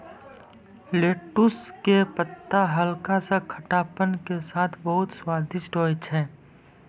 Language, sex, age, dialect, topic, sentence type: Maithili, male, 18-24, Angika, agriculture, statement